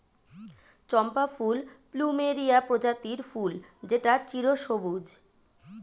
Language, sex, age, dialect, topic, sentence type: Bengali, female, 36-40, Standard Colloquial, agriculture, statement